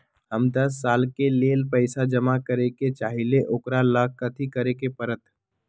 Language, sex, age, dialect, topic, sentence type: Magahi, male, 18-24, Western, banking, question